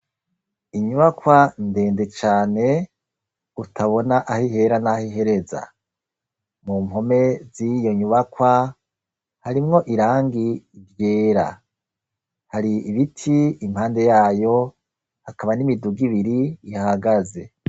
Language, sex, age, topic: Rundi, male, 36-49, education